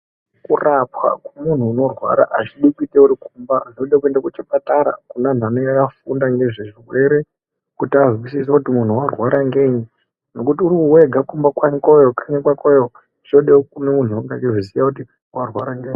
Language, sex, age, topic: Ndau, male, 18-24, health